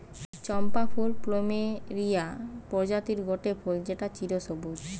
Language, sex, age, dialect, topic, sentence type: Bengali, female, 18-24, Western, agriculture, statement